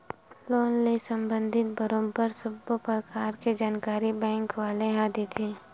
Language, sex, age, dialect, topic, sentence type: Chhattisgarhi, female, 51-55, Western/Budati/Khatahi, banking, statement